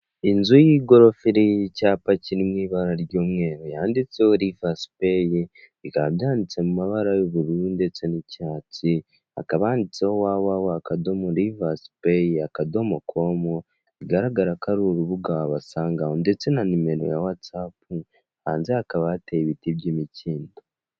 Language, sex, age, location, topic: Kinyarwanda, male, 18-24, Kigali, finance